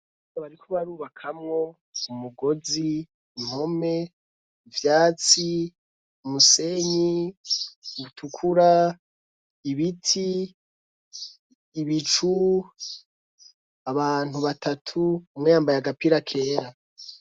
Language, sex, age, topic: Rundi, male, 25-35, education